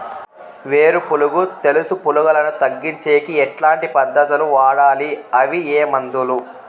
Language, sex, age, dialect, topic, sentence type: Telugu, male, 18-24, Southern, agriculture, question